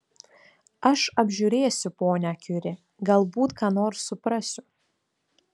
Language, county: Lithuanian, Klaipėda